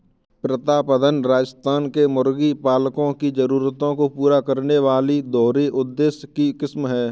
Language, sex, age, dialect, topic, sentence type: Hindi, male, 18-24, Kanauji Braj Bhasha, agriculture, statement